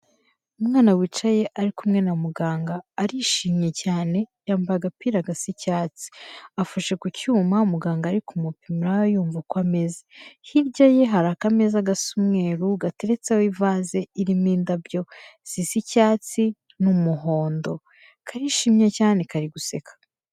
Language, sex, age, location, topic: Kinyarwanda, female, 25-35, Kigali, health